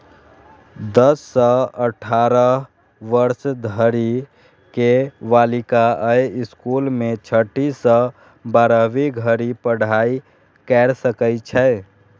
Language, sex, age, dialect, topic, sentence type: Maithili, male, 18-24, Eastern / Thethi, banking, statement